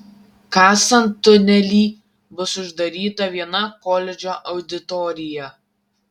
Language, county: Lithuanian, Vilnius